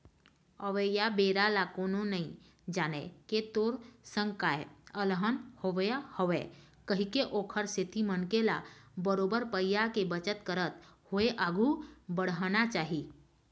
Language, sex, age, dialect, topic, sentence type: Chhattisgarhi, female, 25-30, Eastern, banking, statement